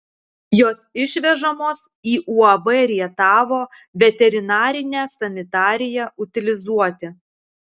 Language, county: Lithuanian, Utena